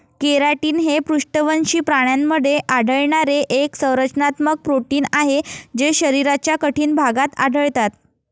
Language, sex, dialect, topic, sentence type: Marathi, female, Varhadi, agriculture, statement